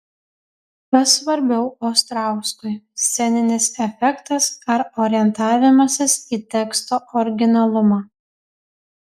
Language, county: Lithuanian, Kaunas